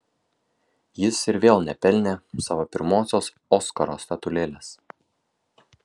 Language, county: Lithuanian, Kaunas